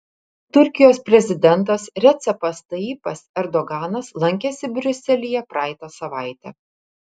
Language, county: Lithuanian, Kaunas